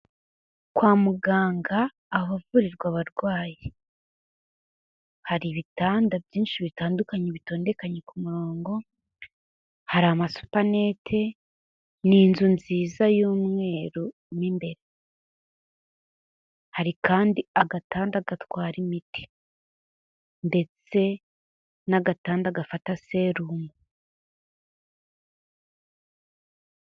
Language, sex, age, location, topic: Kinyarwanda, female, 18-24, Kigali, health